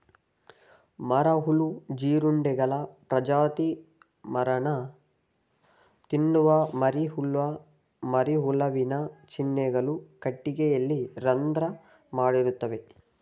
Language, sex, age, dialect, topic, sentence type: Kannada, male, 60-100, Mysore Kannada, agriculture, statement